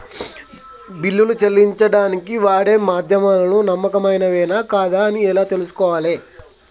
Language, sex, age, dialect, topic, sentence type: Telugu, male, 25-30, Telangana, banking, question